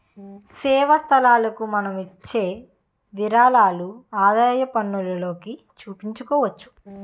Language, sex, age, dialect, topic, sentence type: Telugu, female, 18-24, Utterandhra, banking, statement